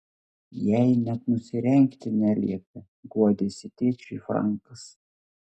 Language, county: Lithuanian, Klaipėda